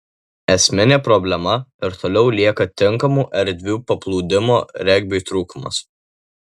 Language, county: Lithuanian, Tauragė